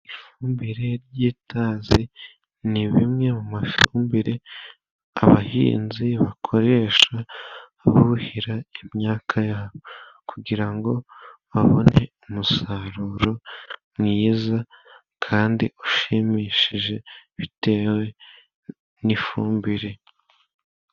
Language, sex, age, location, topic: Kinyarwanda, male, 18-24, Musanze, government